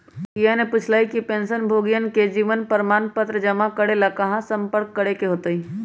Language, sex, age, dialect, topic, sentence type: Magahi, female, 25-30, Western, banking, statement